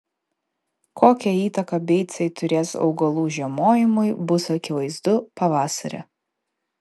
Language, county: Lithuanian, Vilnius